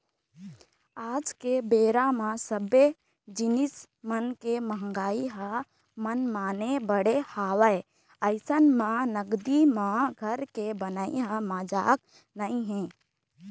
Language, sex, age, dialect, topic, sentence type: Chhattisgarhi, female, 51-55, Eastern, banking, statement